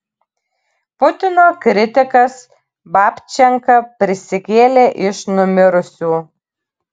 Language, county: Lithuanian, Kaunas